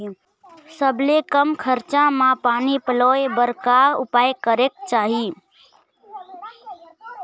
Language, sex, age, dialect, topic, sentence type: Chhattisgarhi, female, 25-30, Eastern, agriculture, question